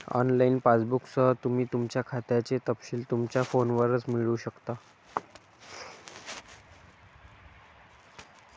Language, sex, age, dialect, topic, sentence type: Marathi, female, 18-24, Varhadi, banking, statement